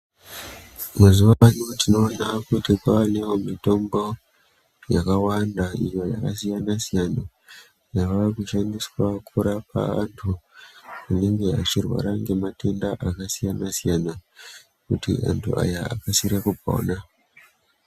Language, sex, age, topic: Ndau, female, 50+, health